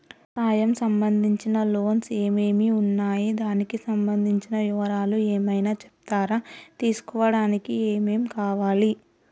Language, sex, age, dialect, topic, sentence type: Telugu, female, 18-24, Telangana, banking, question